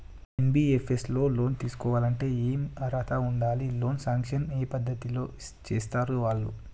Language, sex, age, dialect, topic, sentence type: Telugu, male, 18-24, Telangana, banking, question